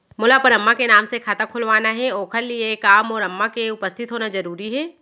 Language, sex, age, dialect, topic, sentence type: Chhattisgarhi, female, 36-40, Central, banking, question